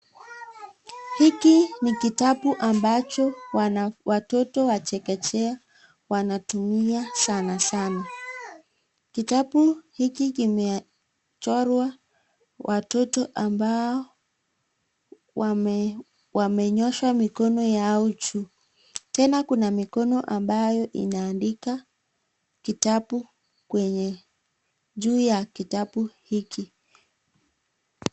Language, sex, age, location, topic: Swahili, female, 25-35, Nakuru, education